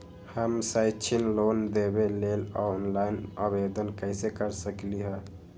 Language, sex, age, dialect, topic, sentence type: Magahi, male, 18-24, Western, banking, question